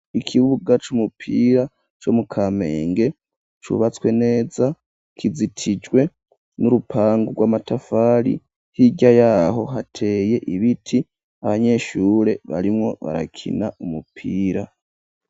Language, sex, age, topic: Rundi, male, 18-24, education